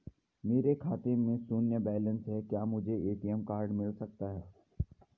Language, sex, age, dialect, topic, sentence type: Hindi, male, 41-45, Garhwali, banking, question